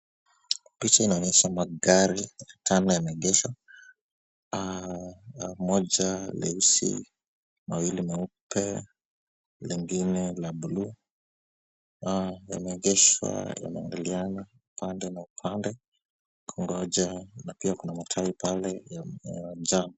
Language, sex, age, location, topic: Swahili, male, 25-35, Kisumu, finance